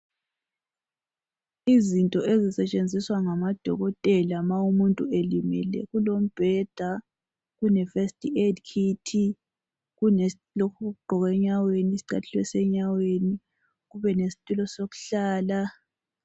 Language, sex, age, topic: North Ndebele, female, 25-35, health